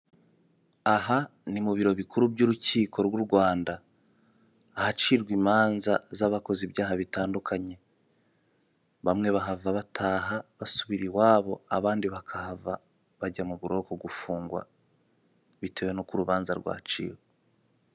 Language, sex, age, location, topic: Kinyarwanda, male, 18-24, Kigali, government